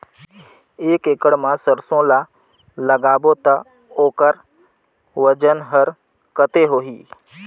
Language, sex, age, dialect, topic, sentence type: Chhattisgarhi, male, 31-35, Northern/Bhandar, agriculture, question